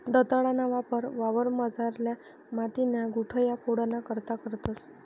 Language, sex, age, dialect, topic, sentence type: Marathi, female, 51-55, Northern Konkan, agriculture, statement